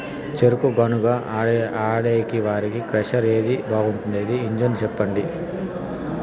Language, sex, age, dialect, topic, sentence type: Telugu, male, 36-40, Southern, agriculture, question